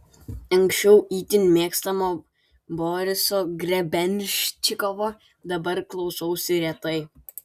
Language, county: Lithuanian, Klaipėda